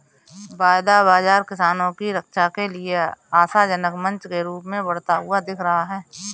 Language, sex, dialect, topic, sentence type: Hindi, female, Awadhi Bundeli, banking, statement